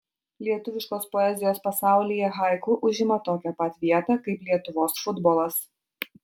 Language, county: Lithuanian, Utena